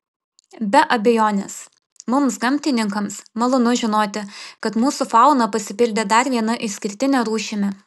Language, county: Lithuanian, Vilnius